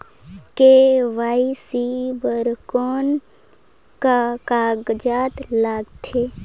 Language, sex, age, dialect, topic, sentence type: Chhattisgarhi, female, 31-35, Northern/Bhandar, banking, question